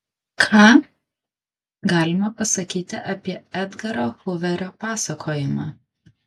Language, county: Lithuanian, Kaunas